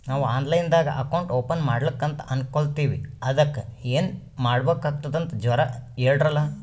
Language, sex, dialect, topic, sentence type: Kannada, male, Northeastern, banking, question